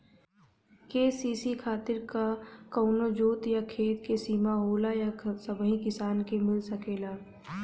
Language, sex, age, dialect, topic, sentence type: Bhojpuri, female, 18-24, Western, agriculture, question